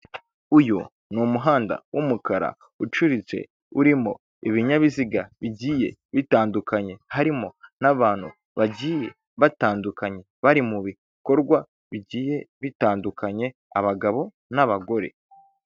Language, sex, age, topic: Kinyarwanda, male, 25-35, government